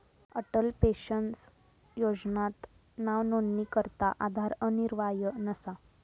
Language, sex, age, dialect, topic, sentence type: Marathi, female, 18-24, Southern Konkan, banking, statement